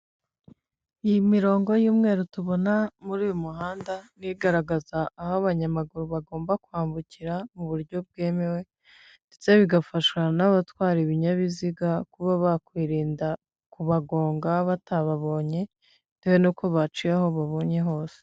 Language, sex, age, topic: Kinyarwanda, female, 25-35, government